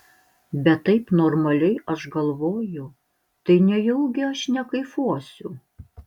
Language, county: Lithuanian, Alytus